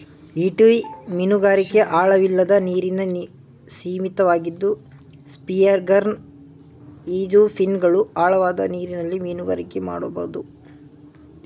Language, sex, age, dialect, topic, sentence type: Kannada, male, 18-24, Mysore Kannada, agriculture, statement